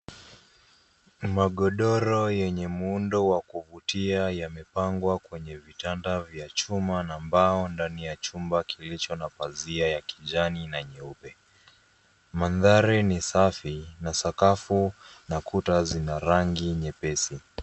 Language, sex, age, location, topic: Swahili, female, 18-24, Nairobi, education